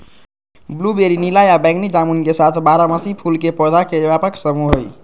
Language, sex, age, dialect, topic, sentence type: Magahi, male, 25-30, Southern, agriculture, statement